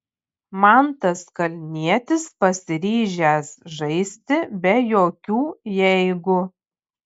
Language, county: Lithuanian, Panevėžys